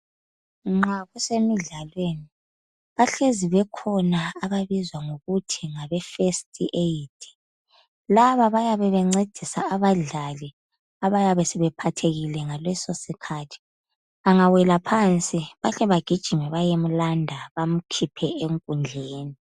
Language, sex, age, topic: North Ndebele, female, 25-35, health